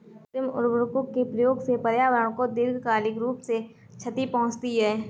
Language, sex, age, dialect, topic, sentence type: Hindi, female, 25-30, Marwari Dhudhari, agriculture, statement